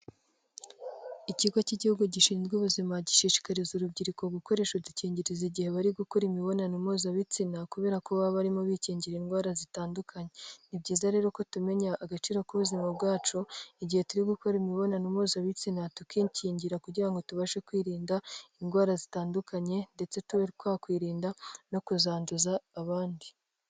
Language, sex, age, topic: Kinyarwanda, female, 18-24, health